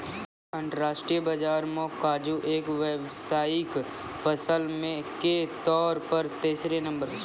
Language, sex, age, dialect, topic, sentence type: Maithili, female, 36-40, Angika, agriculture, statement